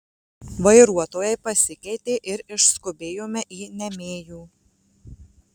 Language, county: Lithuanian, Marijampolė